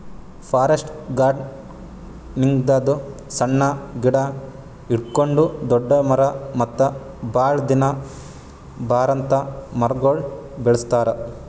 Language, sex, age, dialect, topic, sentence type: Kannada, male, 18-24, Northeastern, agriculture, statement